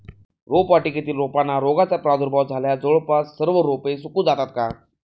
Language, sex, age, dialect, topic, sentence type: Marathi, male, 36-40, Standard Marathi, agriculture, question